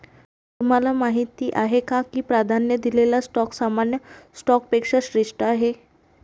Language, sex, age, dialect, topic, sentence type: Marathi, female, 18-24, Varhadi, banking, statement